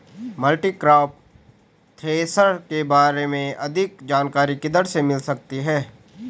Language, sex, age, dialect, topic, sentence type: Hindi, male, 18-24, Garhwali, agriculture, question